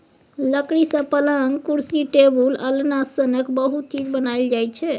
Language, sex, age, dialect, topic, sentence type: Maithili, female, 36-40, Bajjika, agriculture, statement